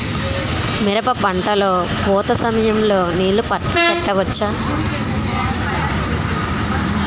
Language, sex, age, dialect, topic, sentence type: Telugu, female, 31-35, Utterandhra, agriculture, question